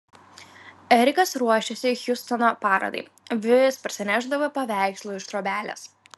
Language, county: Lithuanian, Klaipėda